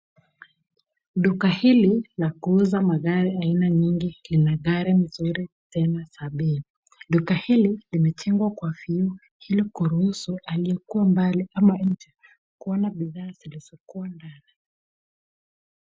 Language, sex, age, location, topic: Swahili, female, 25-35, Nakuru, finance